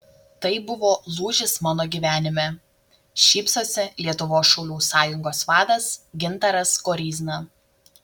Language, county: Lithuanian, Šiauliai